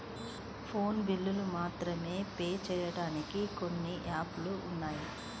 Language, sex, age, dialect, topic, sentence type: Telugu, female, 46-50, Central/Coastal, banking, statement